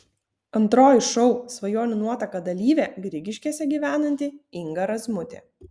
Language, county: Lithuanian, Vilnius